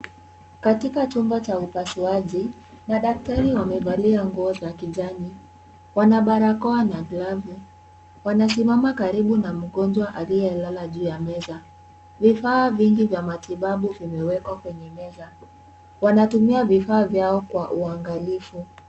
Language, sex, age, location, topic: Swahili, male, 18-24, Kisumu, health